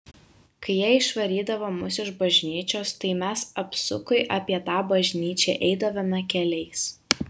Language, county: Lithuanian, Vilnius